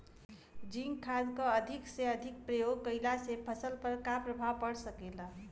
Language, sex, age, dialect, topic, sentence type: Bhojpuri, female, 31-35, Western, agriculture, question